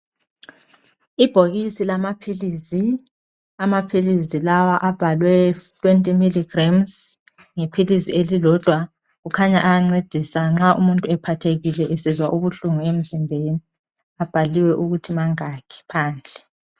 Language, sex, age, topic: North Ndebele, male, 25-35, health